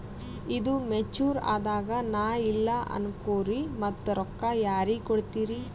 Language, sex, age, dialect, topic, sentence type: Kannada, female, 18-24, Northeastern, banking, question